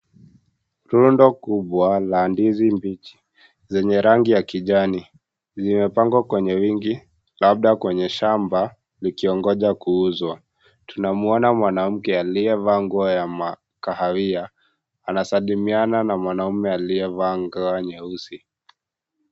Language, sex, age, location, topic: Swahili, male, 18-24, Kisii, agriculture